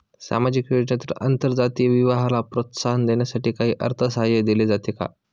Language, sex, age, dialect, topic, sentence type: Marathi, male, 25-30, Standard Marathi, banking, question